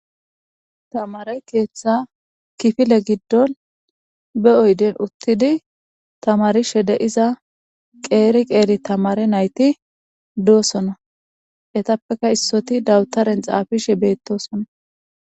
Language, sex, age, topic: Gamo, female, 18-24, government